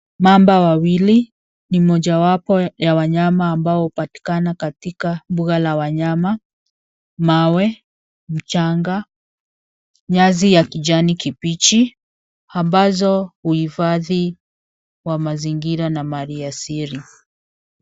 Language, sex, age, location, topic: Swahili, female, 36-49, Nairobi, government